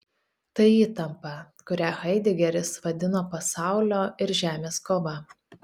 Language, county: Lithuanian, Telšiai